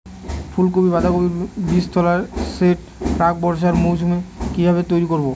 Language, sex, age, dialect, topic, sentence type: Bengali, male, 18-24, Northern/Varendri, agriculture, question